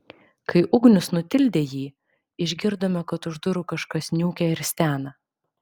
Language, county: Lithuanian, Vilnius